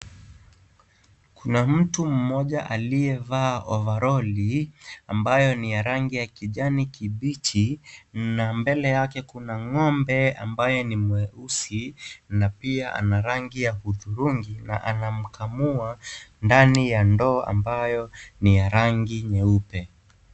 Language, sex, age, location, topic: Swahili, male, 18-24, Kisii, agriculture